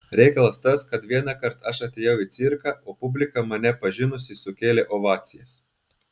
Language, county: Lithuanian, Telšiai